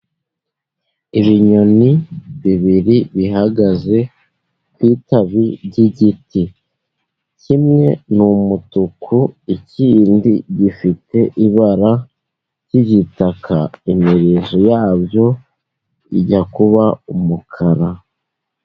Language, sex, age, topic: Kinyarwanda, male, 18-24, agriculture